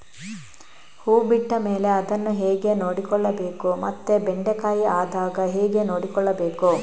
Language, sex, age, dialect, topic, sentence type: Kannada, female, 18-24, Coastal/Dakshin, agriculture, question